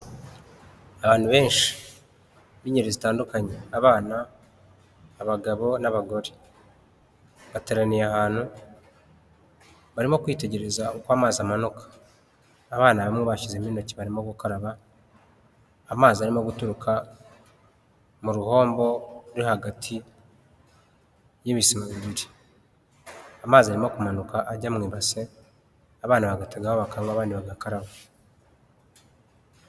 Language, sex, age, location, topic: Kinyarwanda, male, 36-49, Huye, health